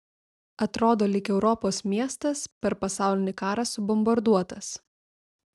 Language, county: Lithuanian, Vilnius